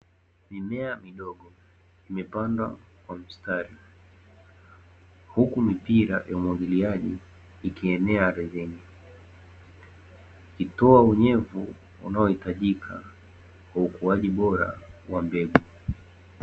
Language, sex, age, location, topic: Swahili, male, 18-24, Dar es Salaam, agriculture